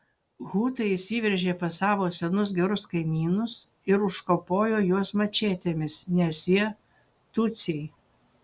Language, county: Lithuanian, Utena